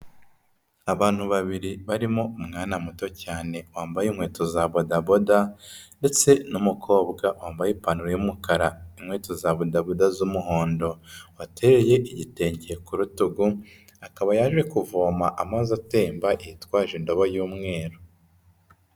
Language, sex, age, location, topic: Kinyarwanda, male, 25-35, Kigali, health